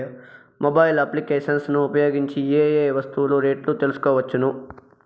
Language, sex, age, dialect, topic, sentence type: Telugu, male, 41-45, Southern, agriculture, question